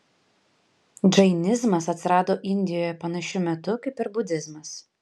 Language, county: Lithuanian, Panevėžys